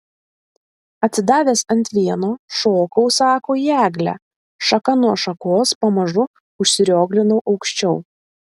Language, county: Lithuanian, Vilnius